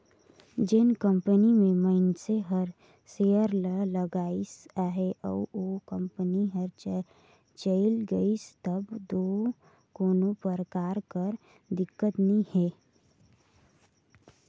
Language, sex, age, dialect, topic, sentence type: Chhattisgarhi, female, 56-60, Northern/Bhandar, banking, statement